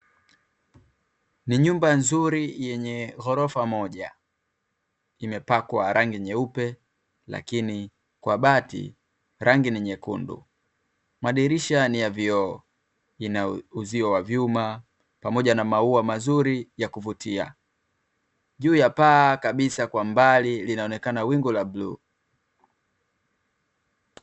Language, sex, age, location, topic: Swahili, male, 25-35, Dar es Salaam, finance